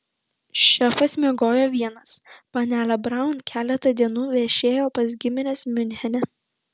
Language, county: Lithuanian, Vilnius